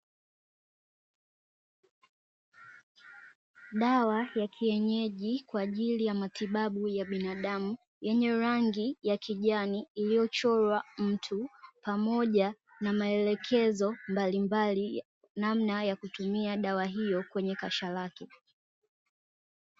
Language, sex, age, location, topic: Swahili, female, 18-24, Dar es Salaam, health